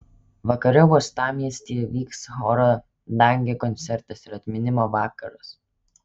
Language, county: Lithuanian, Kaunas